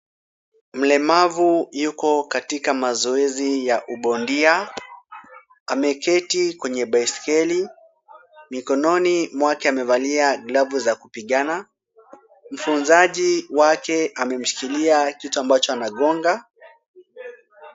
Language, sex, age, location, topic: Swahili, male, 18-24, Kisumu, education